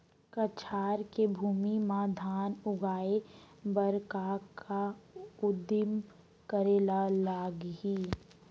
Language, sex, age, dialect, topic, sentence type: Chhattisgarhi, female, 18-24, Central, agriculture, question